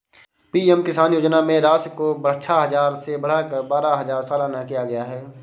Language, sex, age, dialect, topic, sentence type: Hindi, male, 46-50, Awadhi Bundeli, agriculture, statement